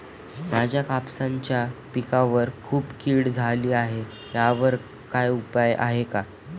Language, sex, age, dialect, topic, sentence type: Marathi, male, 18-24, Standard Marathi, agriculture, question